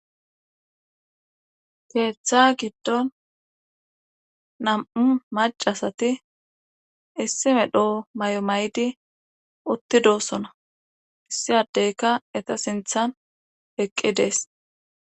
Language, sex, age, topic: Gamo, female, 36-49, government